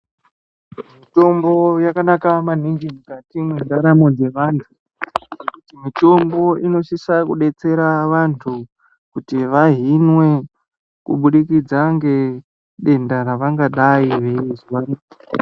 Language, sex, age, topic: Ndau, male, 50+, health